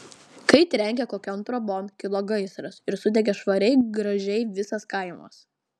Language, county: Lithuanian, Klaipėda